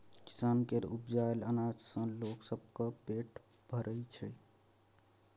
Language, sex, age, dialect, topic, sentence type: Maithili, male, 18-24, Bajjika, agriculture, statement